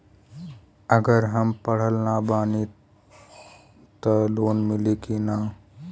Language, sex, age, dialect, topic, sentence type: Bhojpuri, male, 18-24, Western, banking, question